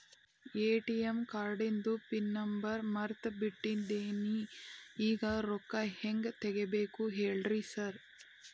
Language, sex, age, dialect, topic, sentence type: Kannada, female, 18-24, Dharwad Kannada, banking, question